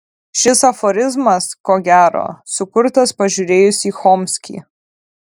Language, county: Lithuanian, Kaunas